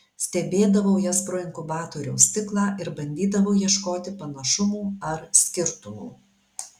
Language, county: Lithuanian, Alytus